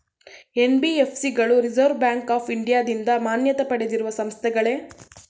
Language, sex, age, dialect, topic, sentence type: Kannada, female, 18-24, Mysore Kannada, banking, question